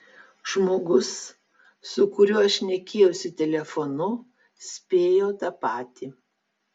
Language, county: Lithuanian, Vilnius